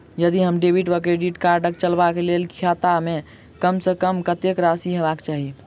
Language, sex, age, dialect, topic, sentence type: Maithili, male, 36-40, Southern/Standard, banking, question